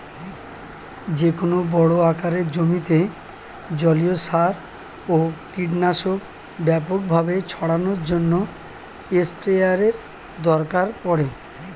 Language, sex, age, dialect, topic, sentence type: Bengali, male, 36-40, Standard Colloquial, agriculture, statement